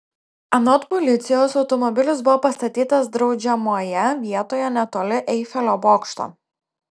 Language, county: Lithuanian, Telšiai